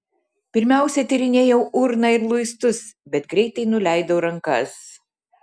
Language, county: Lithuanian, Šiauliai